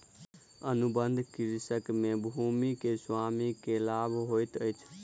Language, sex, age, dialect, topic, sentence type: Maithili, male, 18-24, Southern/Standard, agriculture, statement